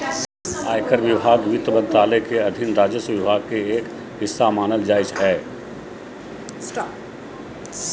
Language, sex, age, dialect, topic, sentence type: Magahi, female, 41-45, Southern, banking, statement